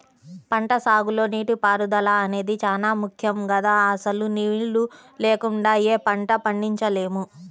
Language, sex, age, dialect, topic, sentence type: Telugu, female, 31-35, Central/Coastal, agriculture, statement